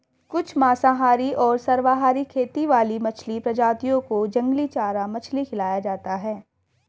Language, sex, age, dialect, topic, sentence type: Hindi, female, 18-24, Hindustani Malvi Khadi Boli, agriculture, statement